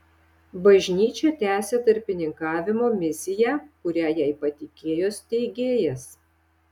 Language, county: Lithuanian, Šiauliai